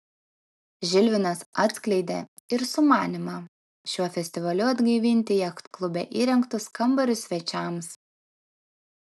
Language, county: Lithuanian, Vilnius